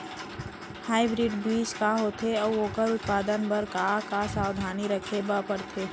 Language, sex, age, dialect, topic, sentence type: Chhattisgarhi, female, 18-24, Central, agriculture, question